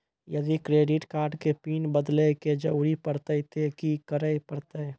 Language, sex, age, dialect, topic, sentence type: Maithili, male, 18-24, Angika, banking, question